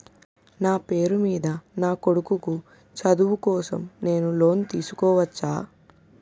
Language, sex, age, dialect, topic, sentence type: Telugu, female, 18-24, Utterandhra, banking, question